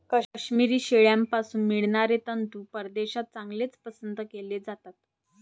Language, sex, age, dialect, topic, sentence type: Marathi, female, 25-30, Varhadi, agriculture, statement